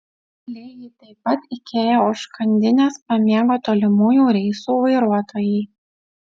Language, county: Lithuanian, Utena